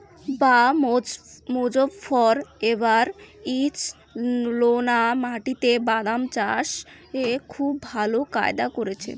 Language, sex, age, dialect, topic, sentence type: Bengali, female, <18, Rajbangshi, agriculture, question